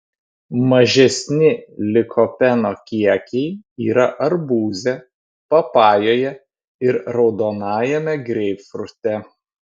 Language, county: Lithuanian, Vilnius